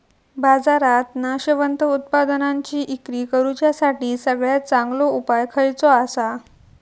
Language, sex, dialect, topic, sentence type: Marathi, female, Southern Konkan, agriculture, statement